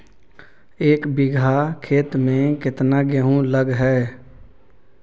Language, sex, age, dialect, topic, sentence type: Magahi, male, 36-40, Central/Standard, agriculture, question